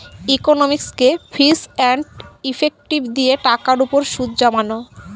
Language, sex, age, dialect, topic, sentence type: Bengali, female, 18-24, Northern/Varendri, banking, statement